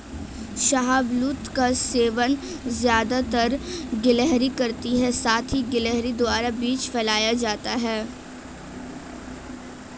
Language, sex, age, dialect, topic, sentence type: Hindi, female, 18-24, Hindustani Malvi Khadi Boli, agriculture, statement